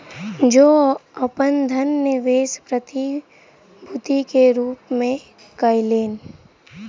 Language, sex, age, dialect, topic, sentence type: Maithili, female, 46-50, Southern/Standard, banking, statement